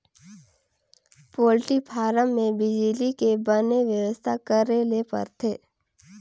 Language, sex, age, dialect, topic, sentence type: Chhattisgarhi, female, 18-24, Northern/Bhandar, agriculture, statement